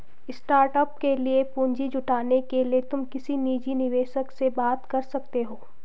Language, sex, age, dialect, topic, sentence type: Hindi, female, 25-30, Garhwali, banking, statement